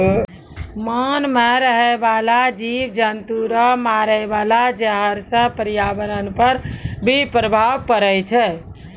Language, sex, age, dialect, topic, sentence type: Maithili, female, 41-45, Angika, agriculture, statement